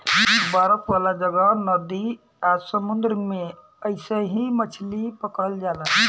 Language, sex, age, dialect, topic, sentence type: Bhojpuri, male, 18-24, Southern / Standard, agriculture, statement